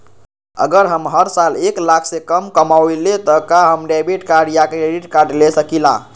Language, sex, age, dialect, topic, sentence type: Magahi, male, 56-60, Western, banking, question